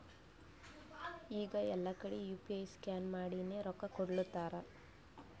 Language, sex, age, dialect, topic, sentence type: Kannada, female, 18-24, Northeastern, banking, statement